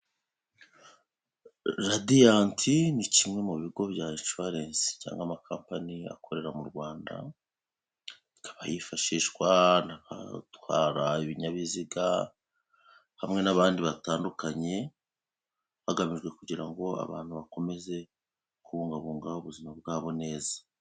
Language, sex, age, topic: Kinyarwanda, male, 36-49, finance